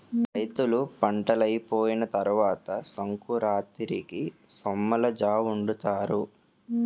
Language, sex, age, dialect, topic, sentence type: Telugu, male, 18-24, Utterandhra, agriculture, statement